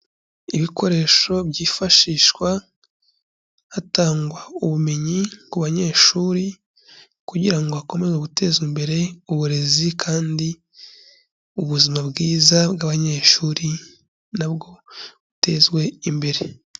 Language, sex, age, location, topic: Kinyarwanda, male, 25-35, Kigali, education